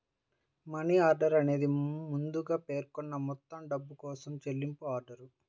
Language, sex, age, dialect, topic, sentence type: Telugu, male, 31-35, Central/Coastal, banking, statement